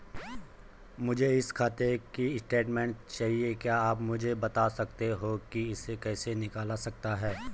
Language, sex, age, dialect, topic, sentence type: Hindi, male, 25-30, Garhwali, banking, question